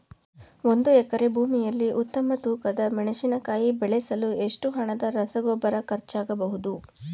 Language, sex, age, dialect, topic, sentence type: Kannada, female, 25-30, Mysore Kannada, agriculture, question